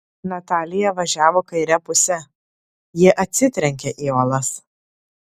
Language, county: Lithuanian, Klaipėda